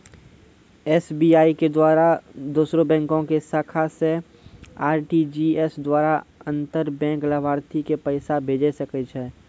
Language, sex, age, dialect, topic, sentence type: Maithili, male, 46-50, Angika, banking, statement